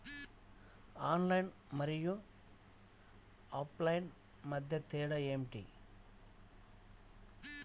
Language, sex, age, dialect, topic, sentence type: Telugu, male, 36-40, Central/Coastal, banking, question